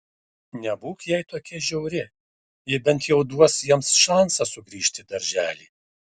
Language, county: Lithuanian, Šiauliai